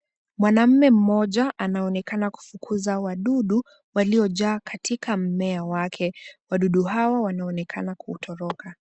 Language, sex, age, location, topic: Swahili, female, 18-24, Kisumu, health